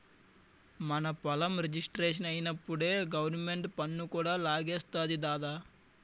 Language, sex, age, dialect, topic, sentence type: Telugu, male, 18-24, Utterandhra, banking, statement